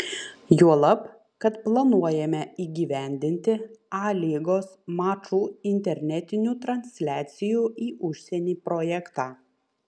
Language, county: Lithuanian, Panevėžys